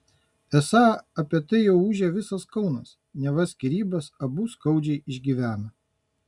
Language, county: Lithuanian, Kaunas